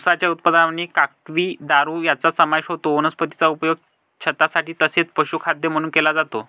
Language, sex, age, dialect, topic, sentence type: Marathi, male, 51-55, Northern Konkan, agriculture, statement